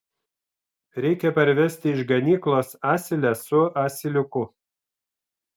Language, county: Lithuanian, Vilnius